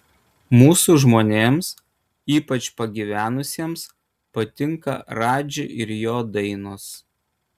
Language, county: Lithuanian, Kaunas